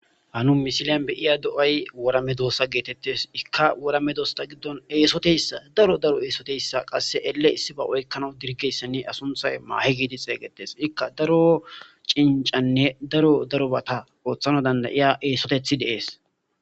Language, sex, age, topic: Gamo, male, 18-24, agriculture